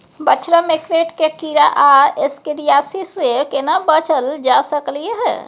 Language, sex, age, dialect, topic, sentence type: Maithili, female, 36-40, Bajjika, agriculture, question